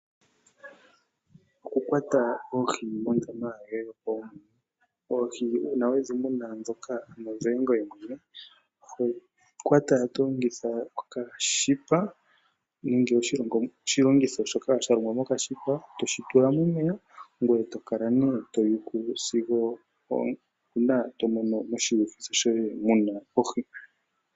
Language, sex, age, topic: Oshiwambo, male, 18-24, agriculture